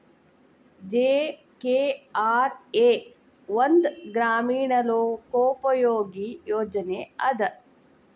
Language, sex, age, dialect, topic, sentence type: Kannada, female, 18-24, Dharwad Kannada, banking, statement